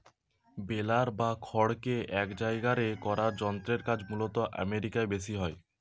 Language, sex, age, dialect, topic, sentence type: Bengali, male, 18-24, Western, agriculture, statement